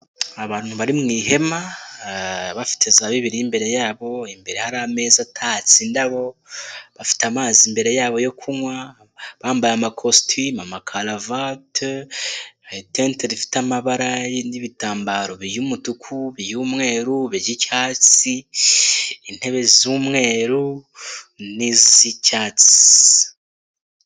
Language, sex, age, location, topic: Kinyarwanda, male, 18-24, Nyagatare, finance